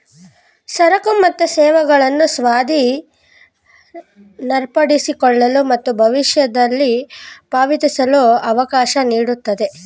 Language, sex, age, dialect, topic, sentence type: Kannada, female, 25-30, Mysore Kannada, banking, statement